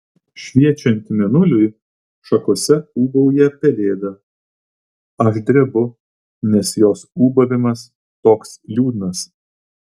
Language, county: Lithuanian, Vilnius